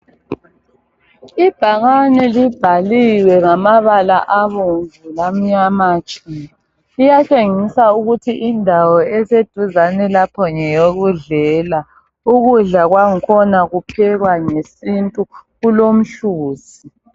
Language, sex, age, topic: North Ndebele, female, 25-35, education